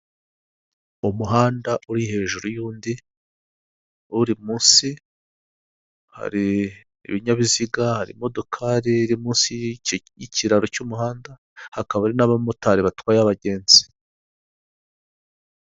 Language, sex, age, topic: Kinyarwanda, male, 50+, government